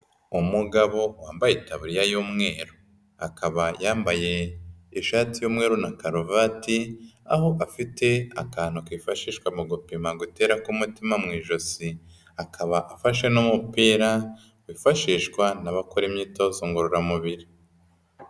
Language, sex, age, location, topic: Kinyarwanda, male, 25-35, Kigali, health